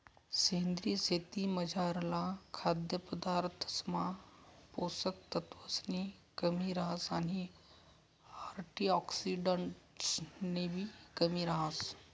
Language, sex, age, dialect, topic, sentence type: Marathi, male, 31-35, Northern Konkan, agriculture, statement